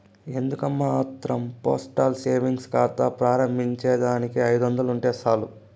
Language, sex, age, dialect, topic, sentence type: Telugu, female, 18-24, Southern, banking, statement